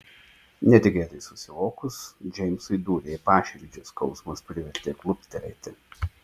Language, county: Lithuanian, Tauragė